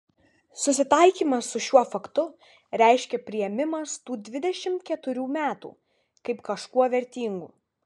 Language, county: Lithuanian, Vilnius